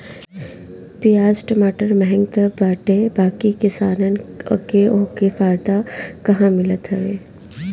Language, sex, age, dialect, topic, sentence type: Bhojpuri, female, 18-24, Northern, agriculture, statement